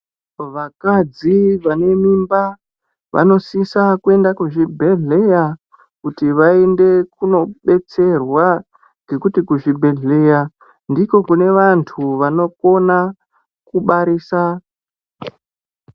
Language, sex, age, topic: Ndau, female, 25-35, health